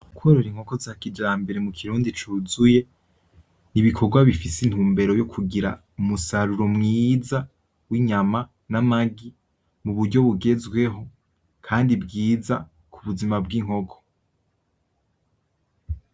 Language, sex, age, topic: Rundi, male, 18-24, agriculture